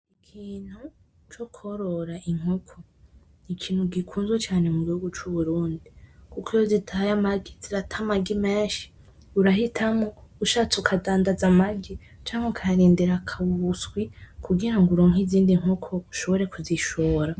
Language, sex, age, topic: Rundi, female, 18-24, agriculture